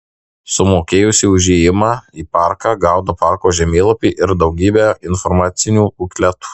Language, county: Lithuanian, Marijampolė